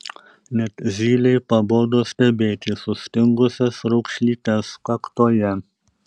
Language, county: Lithuanian, Šiauliai